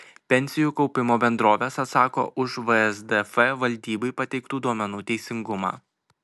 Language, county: Lithuanian, Kaunas